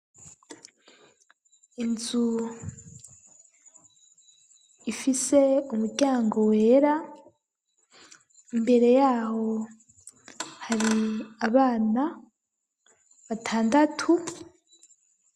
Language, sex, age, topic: Rundi, female, 25-35, education